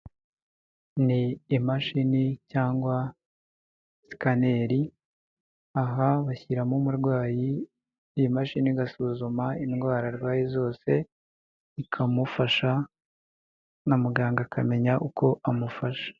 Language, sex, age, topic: Kinyarwanda, male, 18-24, health